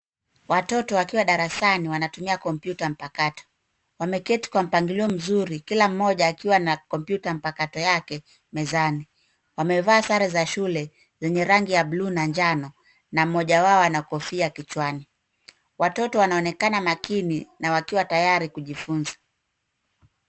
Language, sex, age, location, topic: Swahili, female, 18-24, Nairobi, education